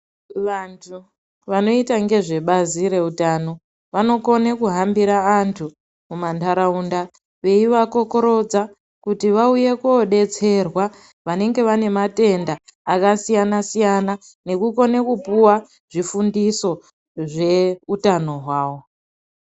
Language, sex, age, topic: Ndau, male, 18-24, health